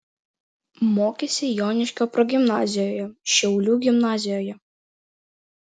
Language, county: Lithuanian, Vilnius